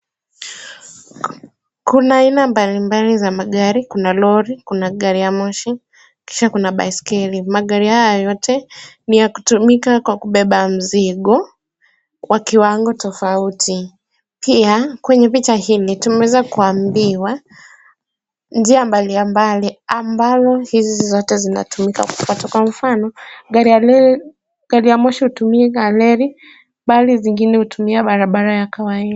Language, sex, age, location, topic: Swahili, female, 18-24, Kisumu, education